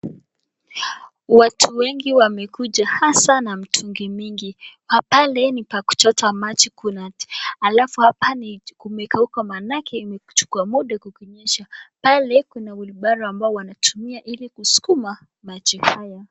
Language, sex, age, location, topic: Swahili, male, 25-35, Nakuru, health